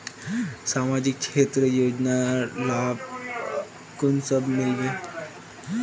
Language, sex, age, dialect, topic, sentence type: Magahi, male, 41-45, Northeastern/Surjapuri, banking, question